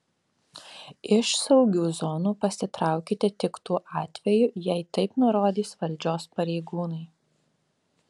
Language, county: Lithuanian, Alytus